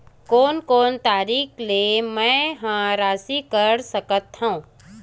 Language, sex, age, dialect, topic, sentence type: Chhattisgarhi, female, 31-35, Western/Budati/Khatahi, banking, question